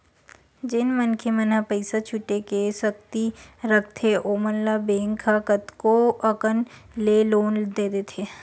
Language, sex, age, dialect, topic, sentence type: Chhattisgarhi, female, 18-24, Western/Budati/Khatahi, banking, statement